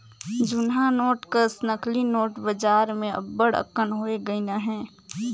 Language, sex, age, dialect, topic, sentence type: Chhattisgarhi, female, 18-24, Northern/Bhandar, banking, statement